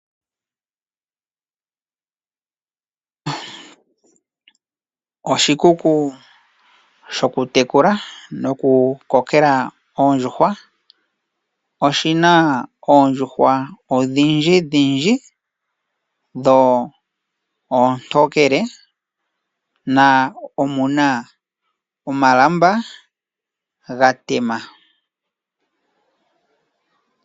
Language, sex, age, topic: Oshiwambo, male, 25-35, agriculture